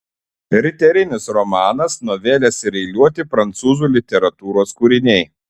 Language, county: Lithuanian, Šiauliai